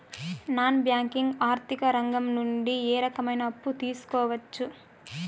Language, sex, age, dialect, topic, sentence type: Telugu, female, 18-24, Southern, banking, question